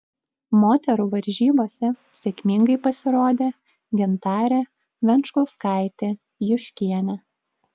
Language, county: Lithuanian, Klaipėda